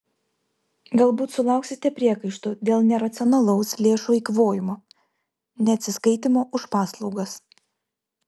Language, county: Lithuanian, Vilnius